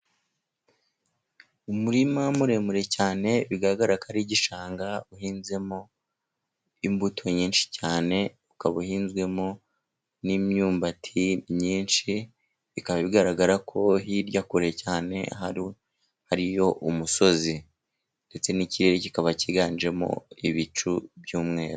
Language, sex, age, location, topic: Kinyarwanda, male, 36-49, Musanze, agriculture